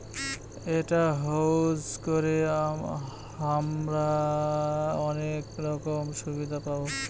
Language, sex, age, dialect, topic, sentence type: Bengali, male, 25-30, Northern/Varendri, banking, statement